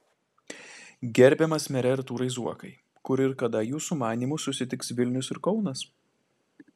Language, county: Lithuanian, Klaipėda